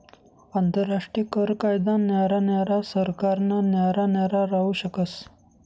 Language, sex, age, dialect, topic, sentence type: Marathi, male, 25-30, Northern Konkan, banking, statement